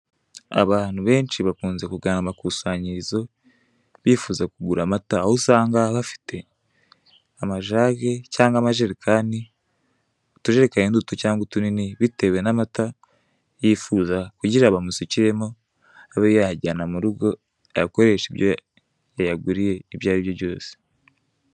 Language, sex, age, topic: Kinyarwanda, male, 18-24, finance